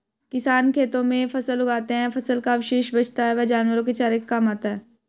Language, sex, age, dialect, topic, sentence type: Hindi, female, 18-24, Hindustani Malvi Khadi Boli, agriculture, statement